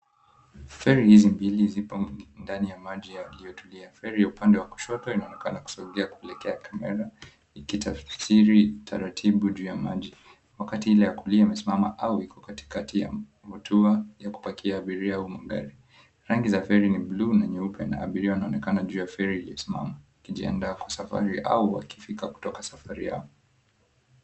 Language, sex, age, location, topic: Swahili, male, 25-35, Mombasa, government